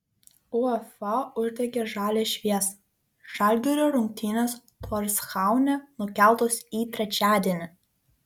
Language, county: Lithuanian, Kaunas